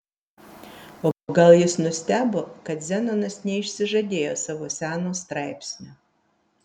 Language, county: Lithuanian, Vilnius